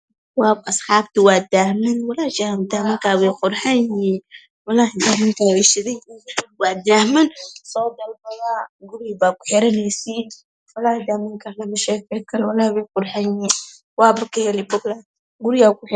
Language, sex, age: Somali, male, 18-24